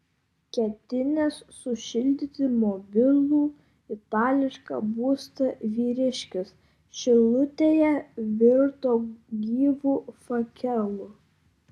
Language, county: Lithuanian, Vilnius